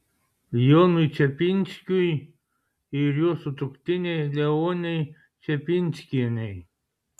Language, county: Lithuanian, Klaipėda